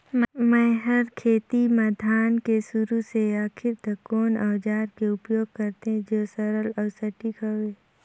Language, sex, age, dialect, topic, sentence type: Chhattisgarhi, female, 56-60, Northern/Bhandar, agriculture, question